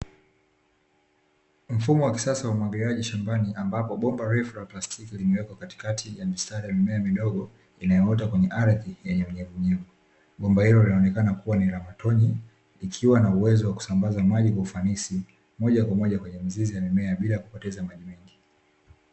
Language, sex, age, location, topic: Swahili, male, 18-24, Dar es Salaam, agriculture